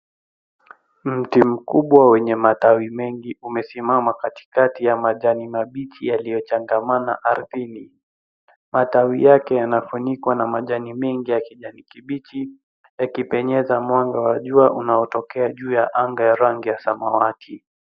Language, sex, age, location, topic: Swahili, female, 36-49, Nairobi, health